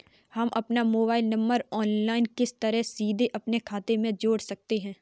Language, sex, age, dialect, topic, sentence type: Hindi, female, 25-30, Kanauji Braj Bhasha, banking, question